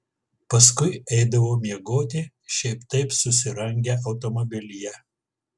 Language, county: Lithuanian, Kaunas